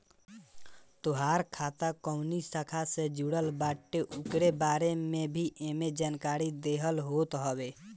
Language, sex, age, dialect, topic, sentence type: Bhojpuri, male, 18-24, Northern, banking, statement